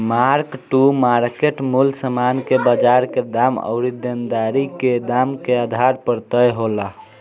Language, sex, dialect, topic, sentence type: Bhojpuri, male, Southern / Standard, banking, statement